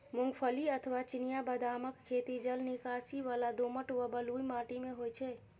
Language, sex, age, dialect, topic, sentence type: Maithili, female, 25-30, Eastern / Thethi, agriculture, statement